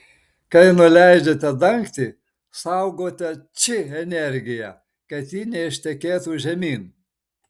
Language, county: Lithuanian, Marijampolė